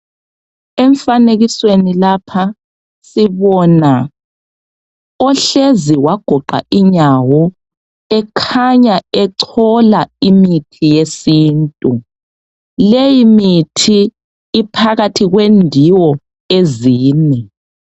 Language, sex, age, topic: North Ndebele, male, 36-49, health